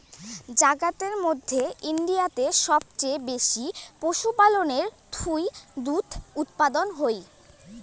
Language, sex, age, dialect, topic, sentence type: Bengali, female, 18-24, Rajbangshi, agriculture, statement